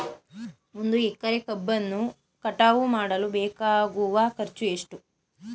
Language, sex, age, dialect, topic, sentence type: Kannada, female, 31-35, Mysore Kannada, agriculture, question